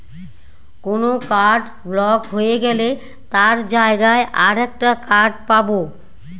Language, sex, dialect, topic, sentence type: Bengali, female, Northern/Varendri, banking, statement